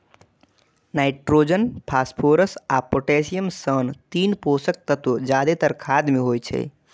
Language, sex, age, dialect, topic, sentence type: Maithili, male, 41-45, Eastern / Thethi, agriculture, statement